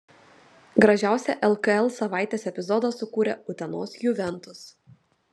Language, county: Lithuanian, Telšiai